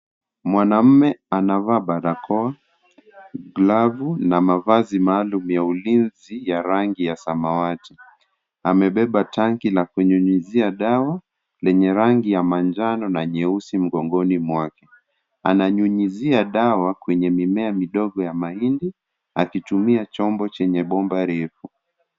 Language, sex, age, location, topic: Swahili, male, 25-35, Kisii, health